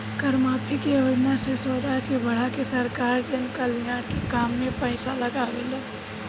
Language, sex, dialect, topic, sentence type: Bhojpuri, female, Southern / Standard, banking, statement